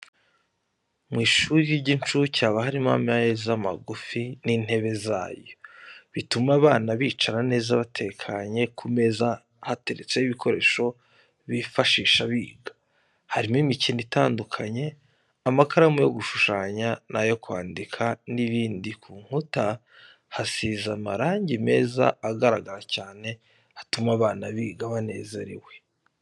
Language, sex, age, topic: Kinyarwanda, male, 25-35, education